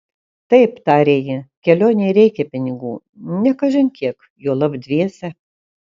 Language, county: Lithuanian, Kaunas